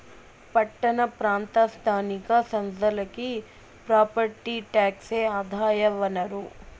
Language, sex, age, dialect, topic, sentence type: Telugu, female, 25-30, Southern, banking, statement